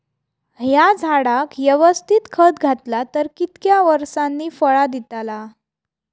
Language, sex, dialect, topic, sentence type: Marathi, female, Southern Konkan, agriculture, question